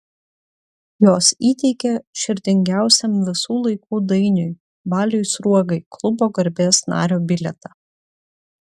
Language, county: Lithuanian, Utena